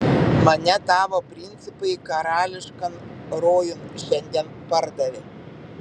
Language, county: Lithuanian, Vilnius